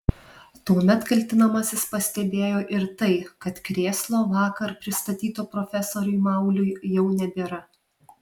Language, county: Lithuanian, Alytus